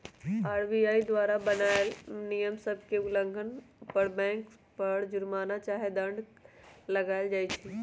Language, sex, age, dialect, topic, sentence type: Magahi, female, 18-24, Western, banking, statement